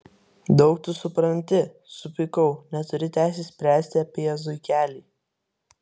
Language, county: Lithuanian, Vilnius